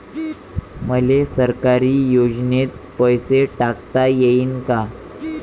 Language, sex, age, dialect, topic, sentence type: Marathi, male, 18-24, Varhadi, banking, question